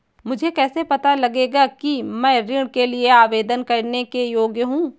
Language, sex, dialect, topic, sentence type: Hindi, female, Kanauji Braj Bhasha, banking, statement